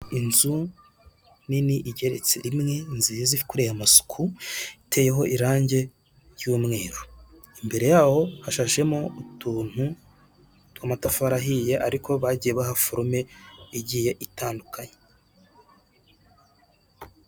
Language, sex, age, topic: Kinyarwanda, male, 25-35, finance